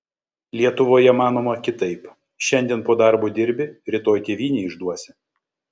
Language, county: Lithuanian, Kaunas